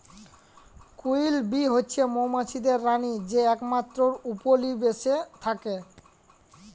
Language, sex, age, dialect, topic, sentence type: Bengali, male, 18-24, Jharkhandi, agriculture, statement